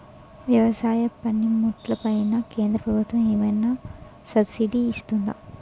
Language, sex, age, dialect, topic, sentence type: Telugu, female, 18-24, Utterandhra, agriculture, question